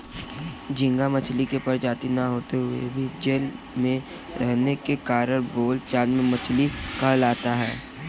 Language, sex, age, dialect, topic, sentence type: Hindi, male, 25-30, Kanauji Braj Bhasha, agriculture, statement